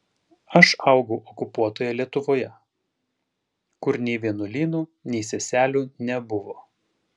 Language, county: Lithuanian, Panevėžys